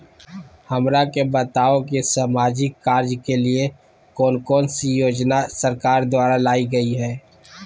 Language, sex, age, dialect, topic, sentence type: Magahi, male, 31-35, Southern, banking, question